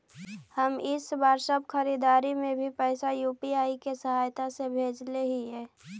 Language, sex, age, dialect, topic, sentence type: Magahi, female, 18-24, Central/Standard, agriculture, statement